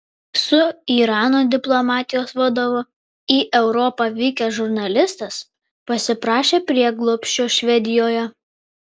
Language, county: Lithuanian, Vilnius